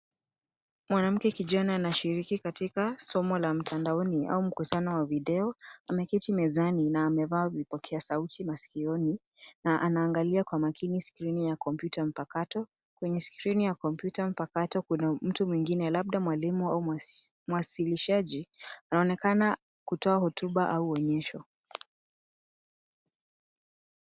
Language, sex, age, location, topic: Swahili, female, 18-24, Nairobi, education